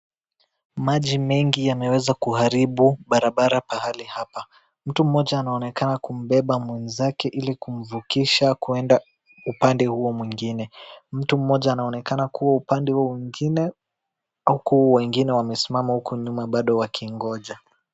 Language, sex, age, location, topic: Swahili, male, 18-24, Wajir, health